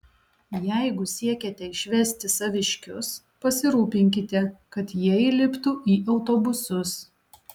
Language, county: Lithuanian, Alytus